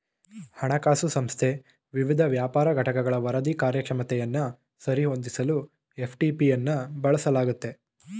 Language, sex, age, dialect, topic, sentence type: Kannada, male, 18-24, Mysore Kannada, banking, statement